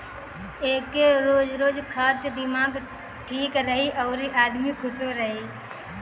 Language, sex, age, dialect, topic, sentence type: Bhojpuri, female, 18-24, Northern, agriculture, statement